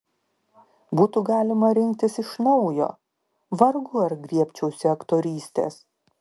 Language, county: Lithuanian, Klaipėda